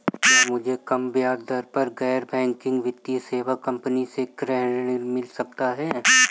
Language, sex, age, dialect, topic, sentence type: Hindi, female, 31-35, Marwari Dhudhari, banking, question